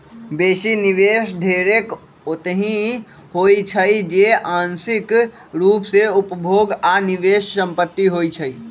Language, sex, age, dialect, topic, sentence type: Magahi, male, 18-24, Western, banking, statement